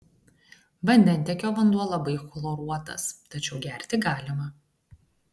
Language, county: Lithuanian, Klaipėda